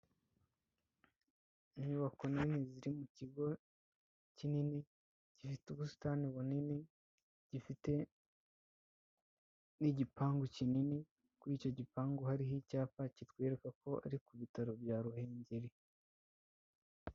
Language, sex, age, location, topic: Kinyarwanda, male, 25-35, Kigali, health